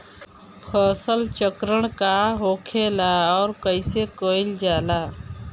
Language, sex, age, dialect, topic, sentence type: Bhojpuri, female, 36-40, Northern, agriculture, question